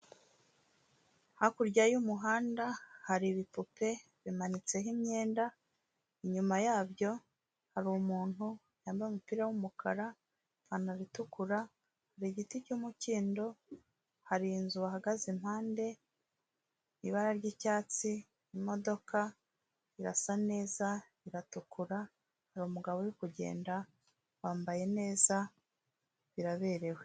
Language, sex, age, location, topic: Kinyarwanda, female, 36-49, Kigali, finance